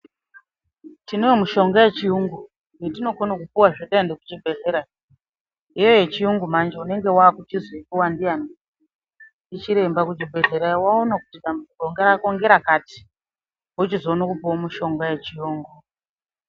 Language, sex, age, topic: Ndau, female, 25-35, health